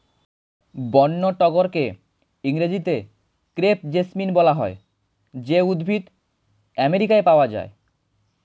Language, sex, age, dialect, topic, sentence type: Bengali, male, 18-24, Standard Colloquial, agriculture, statement